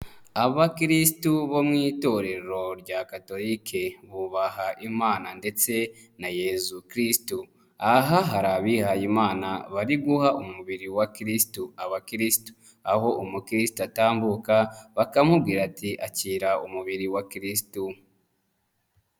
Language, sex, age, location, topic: Kinyarwanda, male, 25-35, Nyagatare, finance